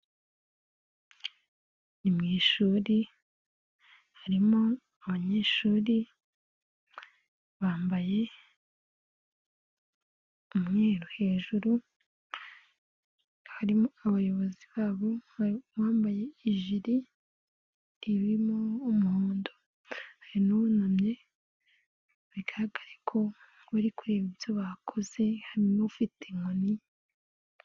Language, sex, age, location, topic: Kinyarwanda, female, 18-24, Nyagatare, health